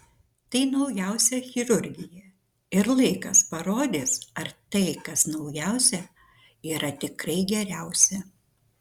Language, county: Lithuanian, Šiauliai